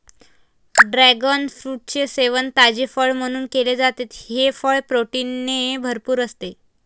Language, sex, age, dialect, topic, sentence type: Marathi, female, 18-24, Varhadi, agriculture, statement